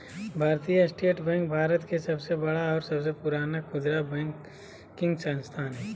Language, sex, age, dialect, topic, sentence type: Magahi, male, 25-30, Southern, banking, statement